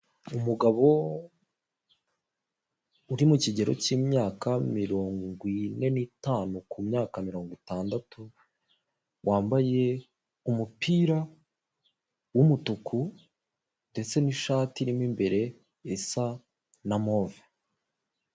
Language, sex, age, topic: Kinyarwanda, male, 18-24, government